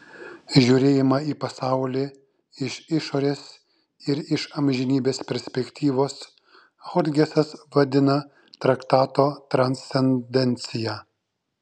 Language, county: Lithuanian, Šiauliai